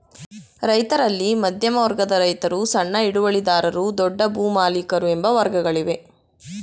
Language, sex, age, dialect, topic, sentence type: Kannada, female, 18-24, Mysore Kannada, agriculture, statement